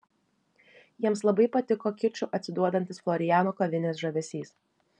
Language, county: Lithuanian, Šiauliai